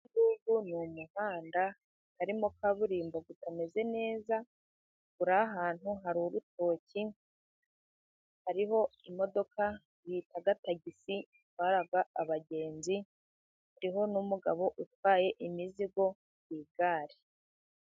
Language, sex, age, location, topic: Kinyarwanda, female, 50+, Musanze, government